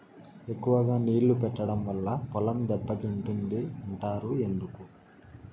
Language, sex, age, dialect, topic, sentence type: Telugu, male, 41-45, Southern, agriculture, question